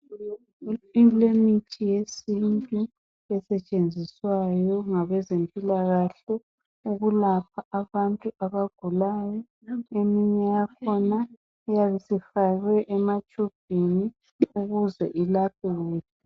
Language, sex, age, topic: North Ndebele, male, 50+, health